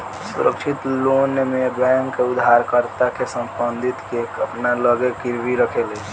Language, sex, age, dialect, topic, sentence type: Bhojpuri, male, <18, Southern / Standard, banking, statement